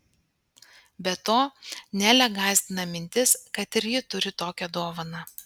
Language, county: Lithuanian, Panevėžys